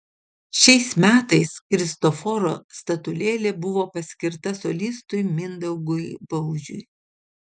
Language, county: Lithuanian, Utena